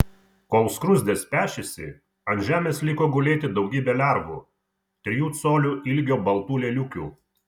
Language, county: Lithuanian, Vilnius